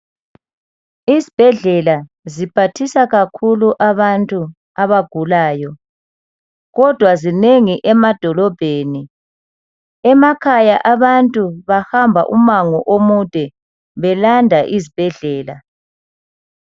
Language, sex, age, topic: North Ndebele, male, 50+, health